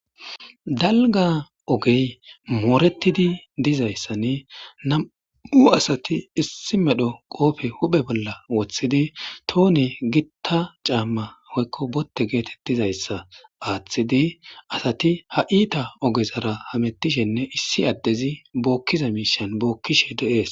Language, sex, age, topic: Gamo, male, 18-24, government